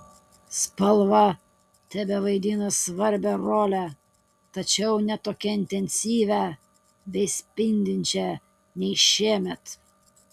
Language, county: Lithuanian, Utena